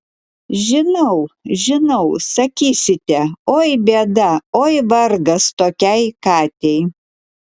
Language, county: Lithuanian, Klaipėda